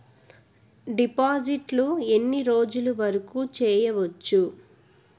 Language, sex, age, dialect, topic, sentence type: Telugu, female, 18-24, Utterandhra, banking, question